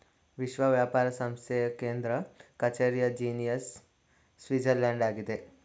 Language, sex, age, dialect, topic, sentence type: Kannada, male, 18-24, Mysore Kannada, banking, statement